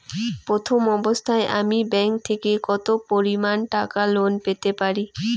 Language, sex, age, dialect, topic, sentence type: Bengali, female, 18-24, Rajbangshi, banking, question